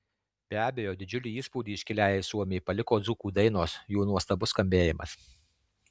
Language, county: Lithuanian, Alytus